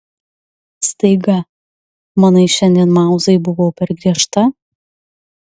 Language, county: Lithuanian, Klaipėda